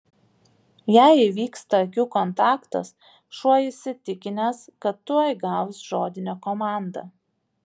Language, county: Lithuanian, Vilnius